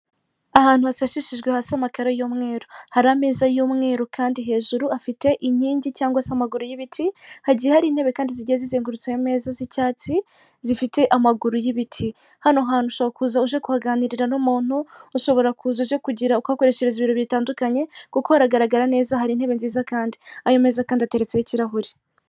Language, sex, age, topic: Kinyarwanda, female, 18-24, finance